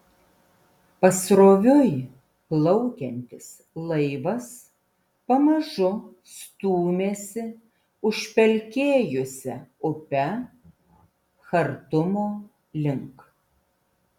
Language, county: Lithuanian, Vilnius